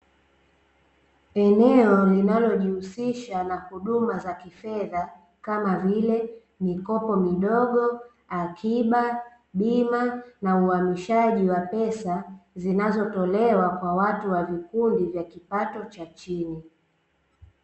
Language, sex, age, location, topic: Swahili, female, 25-35, Dar es Salaam, finance